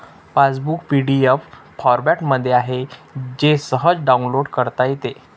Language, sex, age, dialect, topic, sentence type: Marathi, male, 18-24, Northern Konkan, banking, statement